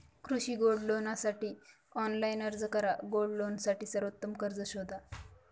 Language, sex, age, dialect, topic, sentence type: Marathi, female, 18-24, Northern Konkan, banking, statement